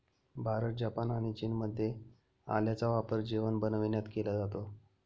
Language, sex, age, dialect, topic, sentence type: Marathi, male, 25-30, Northern Konkan, agriculture, statement